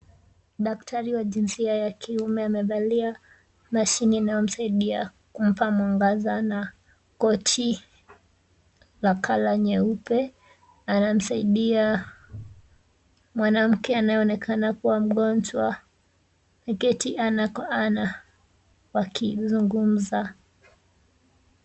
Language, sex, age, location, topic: Swahili, female, 18-24, Kisumu, health